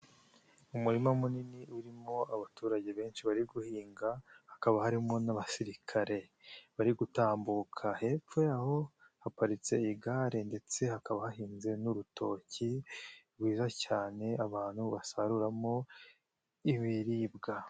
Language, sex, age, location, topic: Kinyarwanda, male, 25-35, Nyagatare, government